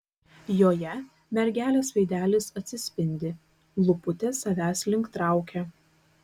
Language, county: Lithuanian, Kaunas